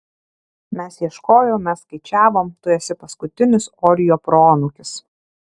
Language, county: Lithuanian, Alytus